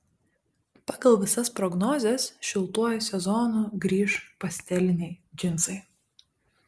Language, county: Lithuanian, Panevėžys